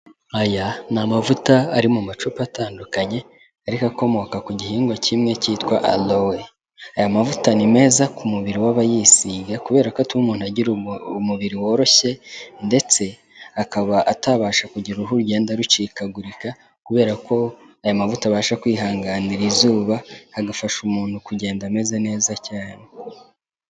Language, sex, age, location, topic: Kinyarwanda, male, 18-24, Kigali, health